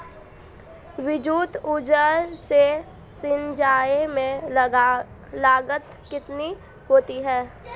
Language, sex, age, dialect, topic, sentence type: Hindi, female, 18-24, Marwari Dhudhari, agriculture, question